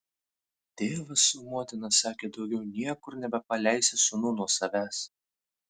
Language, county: Lithuanian, Vilnius